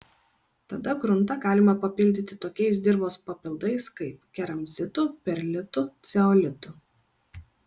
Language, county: Lithuanian, Kaunas